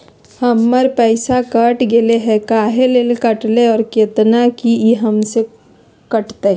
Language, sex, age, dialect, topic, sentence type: Magahi, female, 25-30, Southern, banking, question